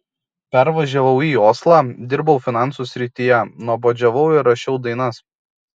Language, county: Lithuanian, Kaunas